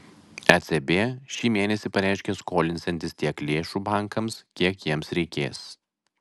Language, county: Lithuanian, Vilnius